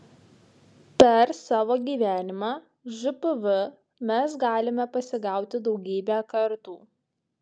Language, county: Lithuanian, Šiauliai